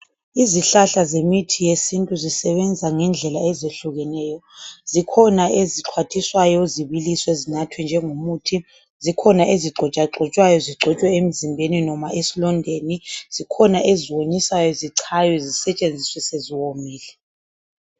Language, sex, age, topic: North Ndebele, male, 25-35, health